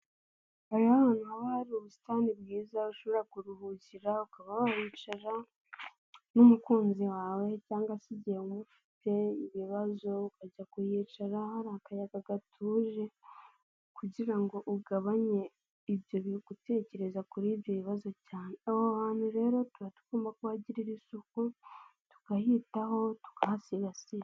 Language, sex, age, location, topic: Kinyarwanda, female, 18-24, Nyagatare, finance